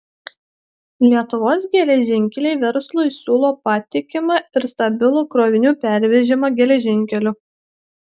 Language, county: Lithuanian, Klaipėda